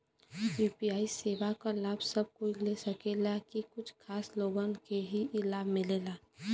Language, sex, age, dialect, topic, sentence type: Bhojpuri, female, 18-24, Western, banking, question